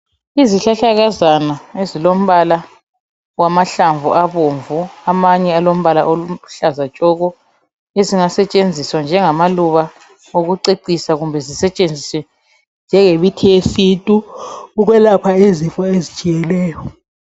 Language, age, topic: North Ndebele, 36-49, health